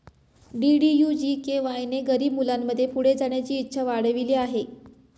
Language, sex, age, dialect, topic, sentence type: Marathi, male, 25-30, Standard Marathi, banking, statement